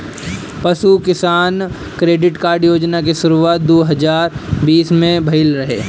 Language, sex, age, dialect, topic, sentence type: Bhojpuri, female, 18-24, Northern, agriculture, statement